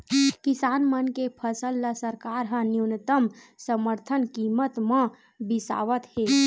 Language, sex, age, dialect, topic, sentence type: Chhattisgarhi, female, 18-24, Western/Budati/Khatahi, agriculture, statement